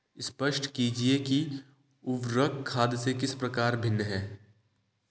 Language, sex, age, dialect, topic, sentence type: Hindi, male, 25-30, Hindustani Malvi Khadi Boli, agriculture, question